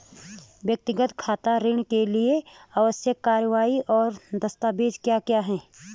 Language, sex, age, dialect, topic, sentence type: Hindi, female, 36-40, Garhwali, banking, question